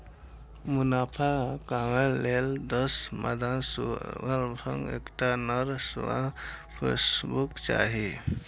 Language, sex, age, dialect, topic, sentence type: Maithili, male, 25-30, Eastern / Thethi, agriculture, statement